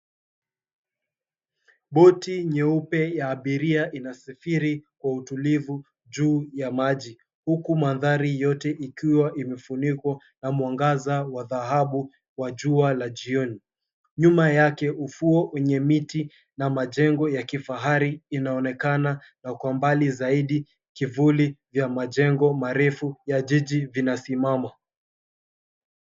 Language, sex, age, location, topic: Swahili, male, 25-35, Mombasa, government